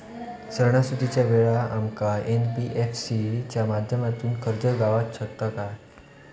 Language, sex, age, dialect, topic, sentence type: Marathi, male, 25-30, Southern Konkan, banking, question